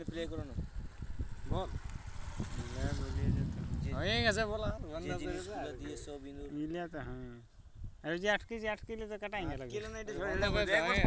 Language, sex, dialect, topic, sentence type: Bengali, male, Western, agriculture, statement